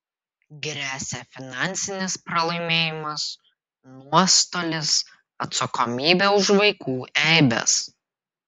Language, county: Lithuanian, Vilnius